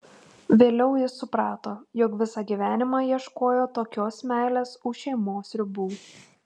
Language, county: Lithuanian, Tauragė